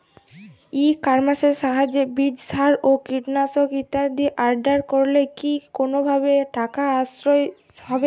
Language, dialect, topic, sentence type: Bengali, Jharkhandi, agriculture, question